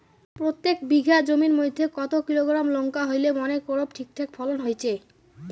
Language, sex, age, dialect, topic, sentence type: Bengali, male, 18-24, Rajbangshi, agriculture, question